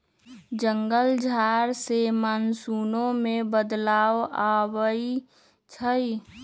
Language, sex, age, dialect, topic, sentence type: Magahi, female, 18-24, Western, agriculture, statement